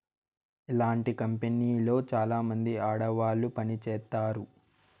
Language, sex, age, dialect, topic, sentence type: Telugu, male, 25-30, Southern, banking, statement